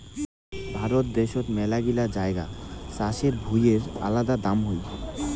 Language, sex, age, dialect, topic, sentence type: Bengali, male, 18-24, Rajbangshi, agriculture, statement